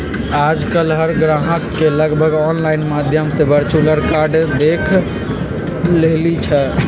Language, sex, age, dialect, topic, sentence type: Magahi, male, 46-50, Western, banking, statement